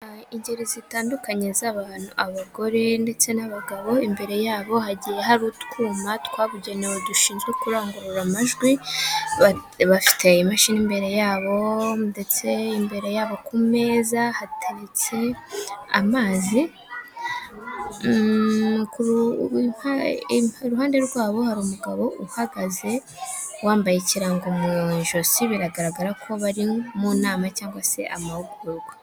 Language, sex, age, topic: Kinyarwanda, female, 18-24, government